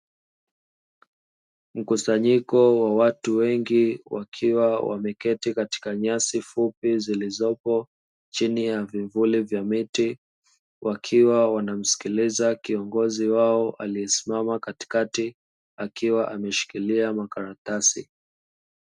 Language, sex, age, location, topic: Swahili, male, 25-35, Dar es Salaam, education